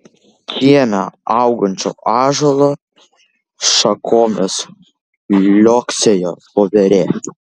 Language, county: Lithuanian, Kaunas